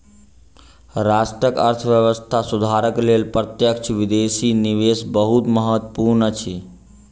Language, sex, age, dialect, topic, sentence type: Maithili, male, 25-30, Southern/Standard, banking, statement